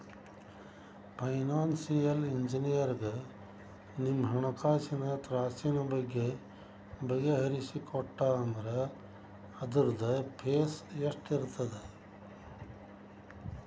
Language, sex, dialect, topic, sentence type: Kannada, male, Dharwad Kannada, banking, statement